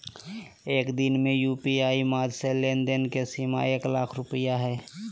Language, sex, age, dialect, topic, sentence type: Magahi, male, 18-24, Southern, banking, statement